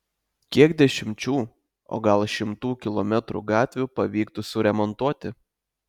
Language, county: Lithuanian, Telšiai